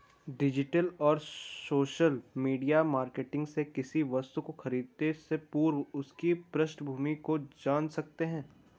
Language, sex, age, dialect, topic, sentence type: Hindi, male, 25-30, Garhwali, banking, statement